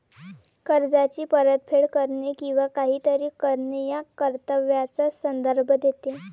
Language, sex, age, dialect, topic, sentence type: Marathi, female, 18-24, Varhadi, banking, statement